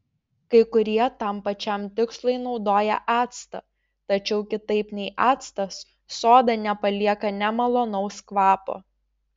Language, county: Lithuanian, Šiauliai